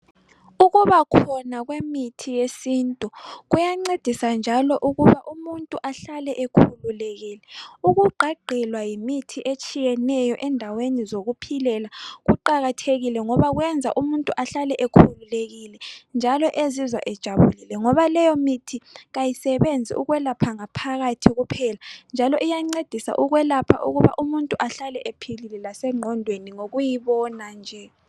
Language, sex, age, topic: North Ndebele, female, 25-35, health